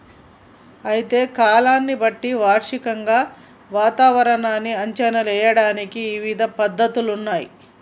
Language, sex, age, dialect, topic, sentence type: Telugu, male, 41-45, Telangana, agriculture, statement